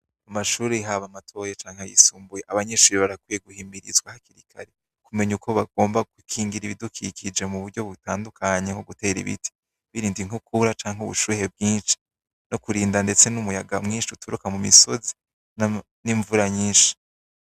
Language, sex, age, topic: Rundi, male, 18-24, education